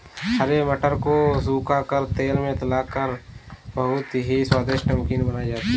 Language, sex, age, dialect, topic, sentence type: Hindi, male, 18-24, Kanauji Braj Bhasha, agriculture, statement